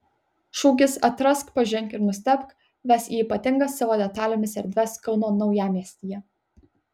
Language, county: Lithuanian, Kaunas